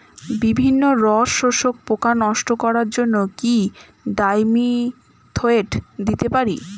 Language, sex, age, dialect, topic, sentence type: Bengali, female, 25-30, Standard Colloquial, agriculture, question